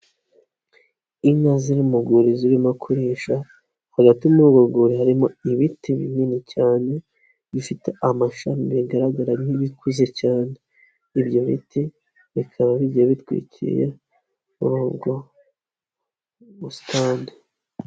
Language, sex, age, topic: Kinyarwanda, male, 25-35, agriculture